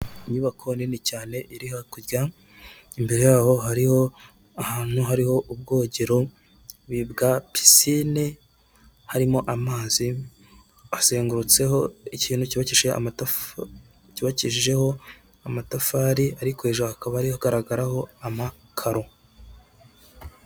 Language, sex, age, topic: Kinyarwanda, male, 25-35, finance